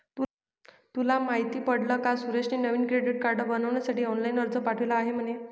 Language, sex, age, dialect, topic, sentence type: Marathi, female, 56-60, Northern Konkan, banking, statement